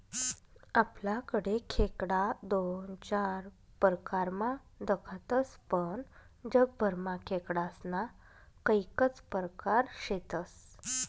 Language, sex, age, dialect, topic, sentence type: Marathi, female, 25-30, Northern Konkan, agriculture, statement